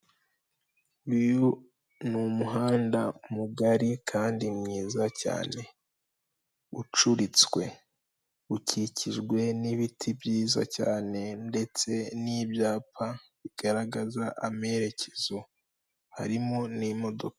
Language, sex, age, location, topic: Kinyarwanda, female, 18-24, Kigali, government